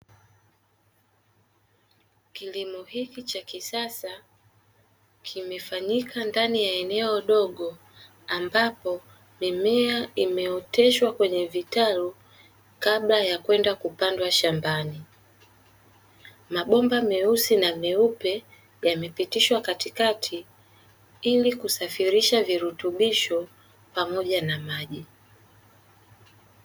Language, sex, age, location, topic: Swahili, female, 18-24, Dar es Salaam, agriculture